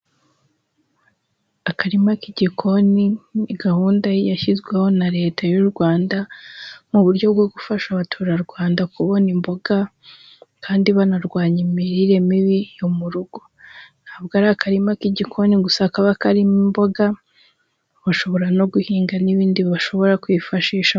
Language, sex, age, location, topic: Kinyarwanda, female, 18-24, Huye, agriculture